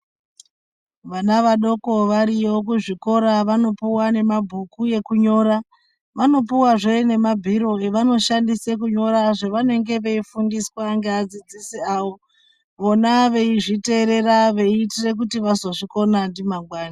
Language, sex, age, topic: Ndau, female, 36-49, education